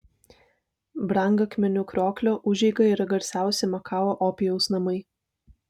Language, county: Lithuanian, Vilnius